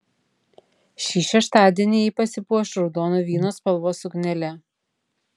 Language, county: Lithuanian, Vilnius